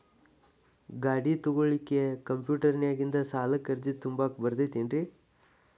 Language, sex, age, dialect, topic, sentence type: Kannada, male, 18-24, Dharwad Kannada, banking, question